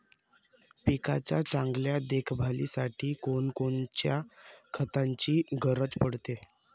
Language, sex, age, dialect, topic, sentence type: Marathi, male, 25-30, Varhadi, agriculture, question